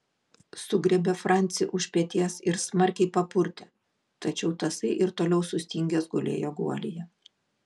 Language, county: Lithuanian, Klaipėda